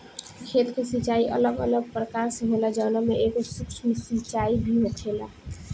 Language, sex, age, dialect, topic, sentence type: Bhojpuri, female, 18-24, Southern / Standard, agriculture, statement